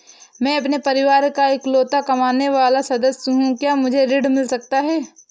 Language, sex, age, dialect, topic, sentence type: Hindi, female, 18-24, Awadhi Bundeli, banking, question